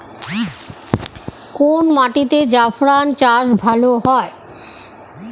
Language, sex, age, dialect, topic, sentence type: Bengali, female, 51-55, Standard Colloquial, agriculture, question